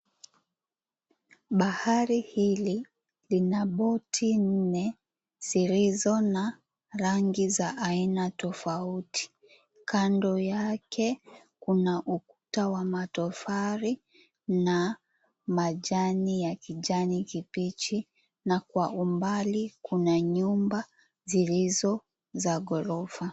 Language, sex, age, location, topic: Swahili, female, 18-24, Mombasa, government